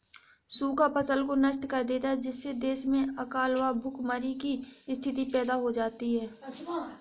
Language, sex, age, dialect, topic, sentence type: Hindi, female, 60-100, Awadhi Bundeli, agriculture, statement